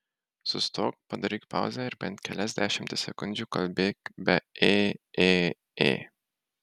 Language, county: Lithuanian, Marijampolė